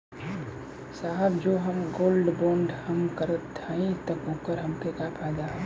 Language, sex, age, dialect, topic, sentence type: Bhojpuri, male, 18-24, Western, banking, question